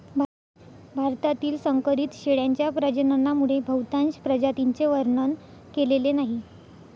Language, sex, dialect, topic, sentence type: Marathi, female, Northern Konkan, agriculture, statement